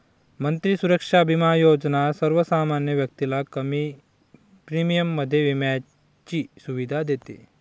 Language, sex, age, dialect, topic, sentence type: Marathi, male, 51-55, Northern Konkan, banking, statement